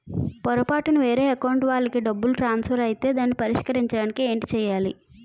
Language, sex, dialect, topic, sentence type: Telugu, female, Utterandhra, banking, question